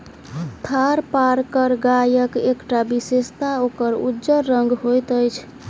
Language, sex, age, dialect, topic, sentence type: Maithili, male, 31-35, Southern/Standard, agriculture, statement